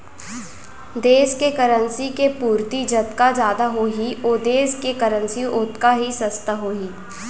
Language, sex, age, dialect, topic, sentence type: Chhattisgarhi, female, 18-24, Central, banking, statement